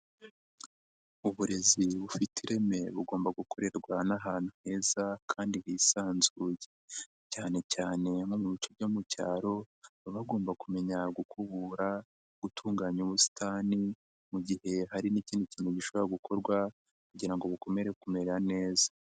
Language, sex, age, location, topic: Kinyarwanda, male, 50+, Nyagatare, education